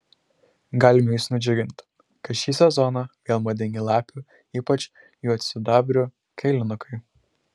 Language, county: Lithuanian, Šiauliai